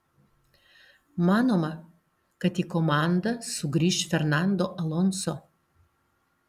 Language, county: Lithuanian, Alytus